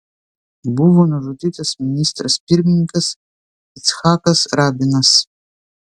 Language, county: Lithuanian, Vilnius